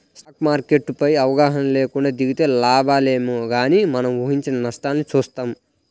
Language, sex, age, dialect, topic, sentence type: Telugu, male, 18-24, Central/Coastal, banking, statement